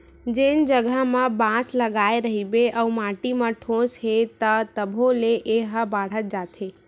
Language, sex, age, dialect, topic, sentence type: Chhattisgarhi, female, 18-24, Western/Budati/Khatahi, agriculture, statement